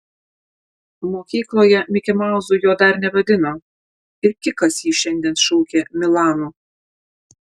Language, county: Lithuanian, Klaipėda